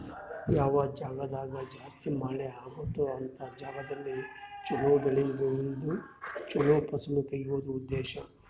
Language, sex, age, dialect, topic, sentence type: Kannada, male, 31-35, Central, agriculture, statement